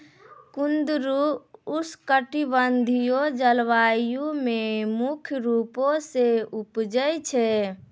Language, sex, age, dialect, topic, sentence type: Maithili, female, 56-60, Angika, agriculture, statement